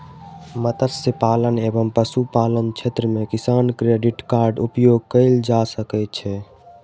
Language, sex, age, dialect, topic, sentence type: Maithili, male, 18-24, Southern/Standard, agriculture, statement